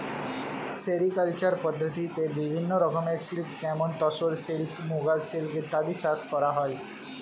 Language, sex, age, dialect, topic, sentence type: Bengali, male, 25-30, Standard Colloquial, agriculture, statement